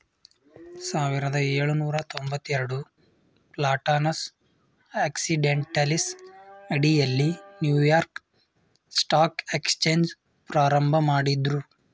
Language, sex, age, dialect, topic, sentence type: Kannada, male, 18-24, Mysore Kannada, banking, statement